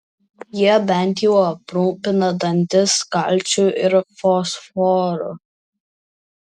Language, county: Lithuanian, Vilnius